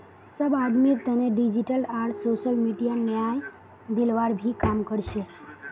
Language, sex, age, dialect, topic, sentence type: Magahi, female, 18-24, Northeastern/Surjapuri, banking, statement